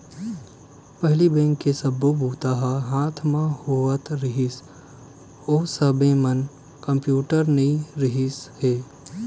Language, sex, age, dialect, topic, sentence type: Chhattisgarhi, male, 18-24, Western/Budati/Khatahi, banking, statement